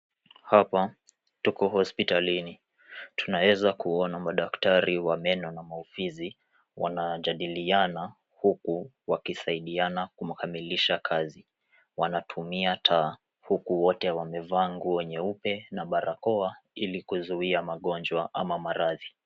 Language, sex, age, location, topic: Swahili, male, 18-24, Nairobi, health